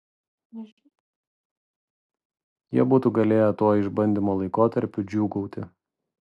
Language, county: Lithuanian, Vilnius